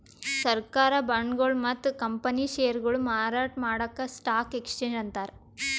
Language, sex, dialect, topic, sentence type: Kannada, female, Northeastern, banking, statement